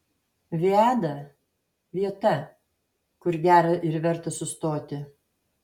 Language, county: Lithuanian, Alytus